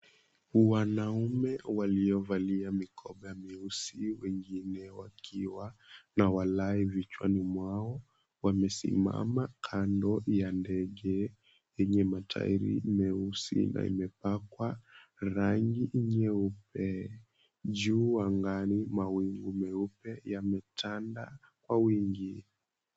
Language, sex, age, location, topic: Swahili, male, 18-24, Mombasa, government